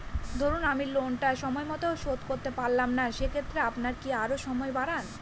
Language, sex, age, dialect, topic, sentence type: Bengali, female, 18-24, Northern/Varendri, banking, question